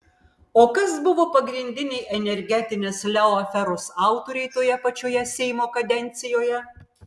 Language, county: Lithuanian, Vilnius